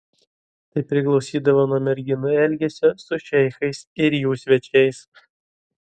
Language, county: Lithuanian, Vilnius